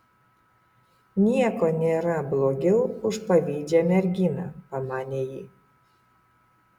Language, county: Lithuanian, Utena